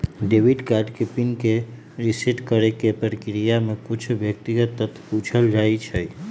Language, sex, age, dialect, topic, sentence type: Magahi, female, 25-30, Western, banking, statement